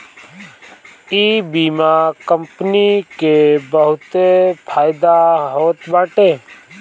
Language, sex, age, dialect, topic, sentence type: Bhojpuri, male, 25-30, Northern, banking, statement